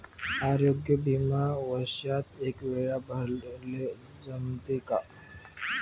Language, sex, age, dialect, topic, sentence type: Marathi, male, 31-35, Varhadi, banking, question